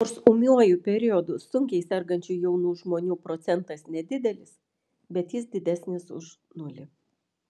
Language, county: Lithuanian, Vilnius